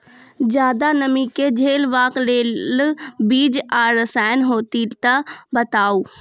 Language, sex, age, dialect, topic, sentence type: Maithili, female, 36-40, Angika, agriculture, question